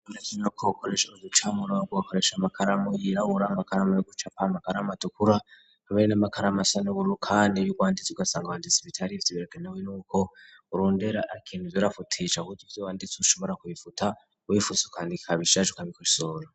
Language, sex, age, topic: Rundi, male, 36-49, education